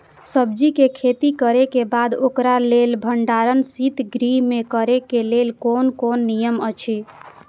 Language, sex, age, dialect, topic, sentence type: Maithili, female, 25-30, Eastern / Thethi, agriculture, question